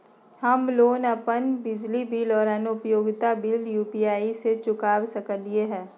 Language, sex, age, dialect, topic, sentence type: Magahi, female, 60-100, Western, banking, statement